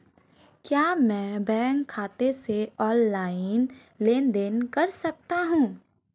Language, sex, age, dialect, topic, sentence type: Hindi, female, 25-30, Marwari Dhudhari, banking, question